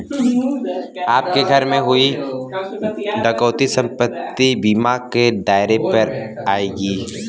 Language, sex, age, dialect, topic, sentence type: Hindi, male, 25-30, Kanauji Braj Bhasha, banking, statement